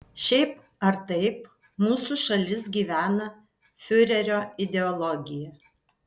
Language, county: Lithuanian, Vilnius